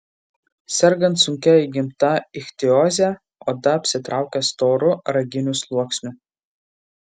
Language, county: Lithuanian, Marijampolė